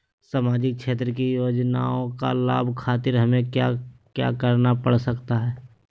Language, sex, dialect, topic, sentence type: Magahi, male, Southern, banking, question